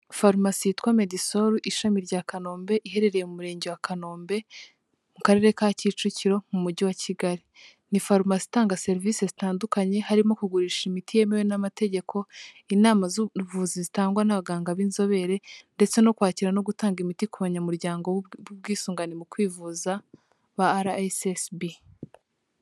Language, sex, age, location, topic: Kinyarwanda, female, 18-24, Kigali, health